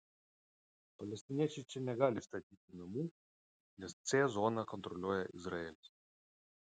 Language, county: Lithuanian, Utena